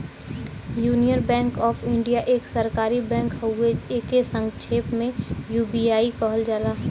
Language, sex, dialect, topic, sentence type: Bhojpuri, female, Western, banking, statement